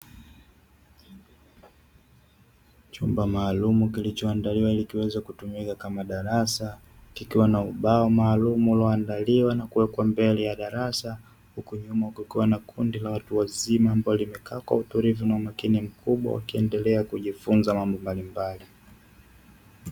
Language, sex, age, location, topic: Swahili, male, 25-35, Dar es Salaam, education